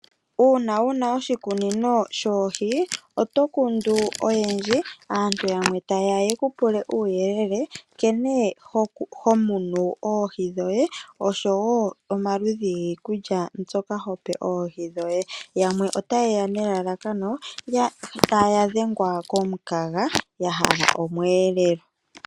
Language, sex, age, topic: Oshiwambo, female, 36-49, agriculture